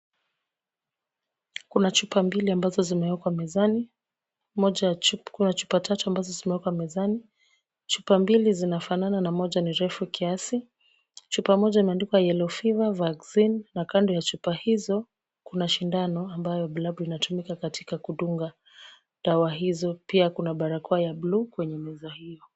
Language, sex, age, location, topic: Swahili, female, 36-49, Kisumu, health